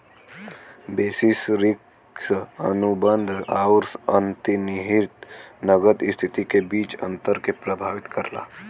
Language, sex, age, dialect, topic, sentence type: Bhojpuri, female, 18-24, Western, banking, statement